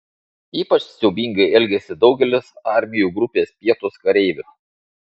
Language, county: Lithuanian, Šiauliai